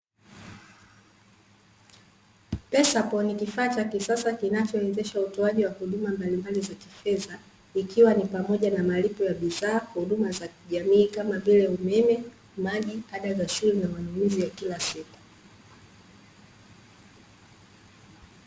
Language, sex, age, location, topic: Swahili, female, 25-35, Dar es Salaam, finance